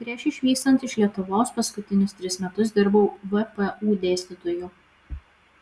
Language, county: Lithuanian, Vilnius